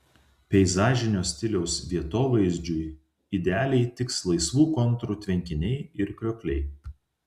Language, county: Lithuanian, Vilnius